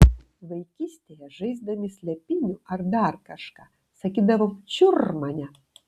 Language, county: Lithuanian, Kaunas